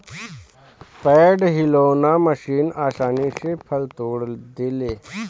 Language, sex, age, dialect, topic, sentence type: Bhojpuri, male, 25-30, Northern, agriculture, statement